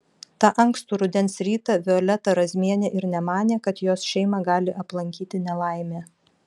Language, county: Lithuanian, Vilnius